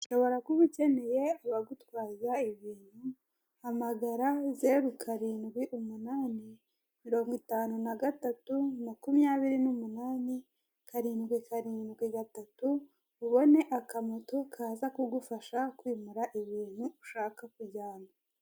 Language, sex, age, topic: Kinyarwanda, female, 18-24, government